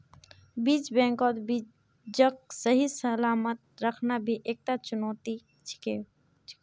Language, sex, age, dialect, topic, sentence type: Magahi, male, 41-45, Northeastern/Surjapuri, agriculture, statement